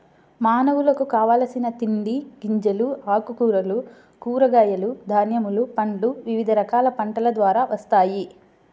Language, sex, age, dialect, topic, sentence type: Telugu, female, 25-30, Central/Coastal, agriculture, statement